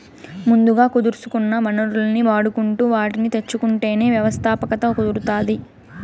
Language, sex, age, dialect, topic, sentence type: Telugu, female, 18-24, Southern, banking, statement